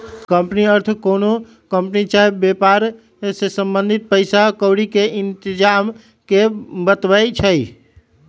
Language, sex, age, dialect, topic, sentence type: Magahi, male, 18-24, Western, banking, statement